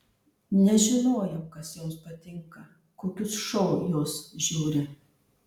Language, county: Lithuanian, Marijampolė